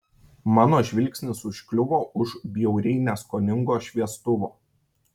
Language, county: Lithuanian, Šiauliai